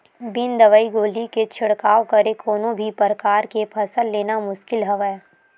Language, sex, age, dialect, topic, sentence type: Chhattisgarhi, female, 18-24, Western/Budati/Khatahi, agriculture, statement